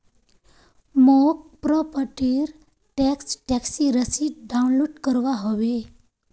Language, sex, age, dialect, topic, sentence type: Magahi, female, 18-24, Northeastern/Surjapuri, banking, statement